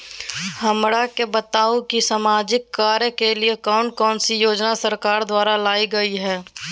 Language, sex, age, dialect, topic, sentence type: Magahi, female, 18-24, Southern, banking, question